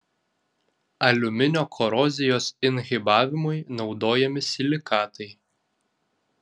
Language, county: Lithuanian, Vilnius